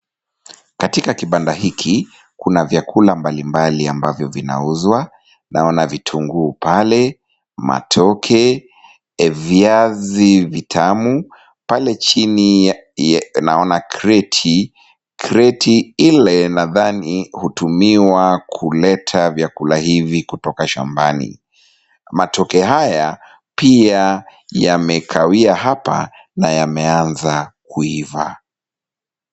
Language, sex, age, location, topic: Swahili, male, 25-35, Kisumu, finance